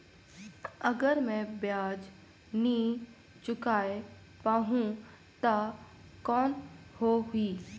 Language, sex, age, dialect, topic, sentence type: Chhattisgarhi, female, 31-35, Northern/Bhandar, banking, question